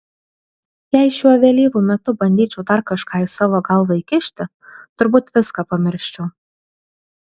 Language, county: Lithuanian, Vilnius